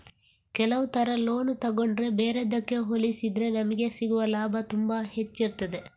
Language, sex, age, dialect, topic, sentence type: Kannada, female, 46-50, Coastal/Dakshin, banking, statement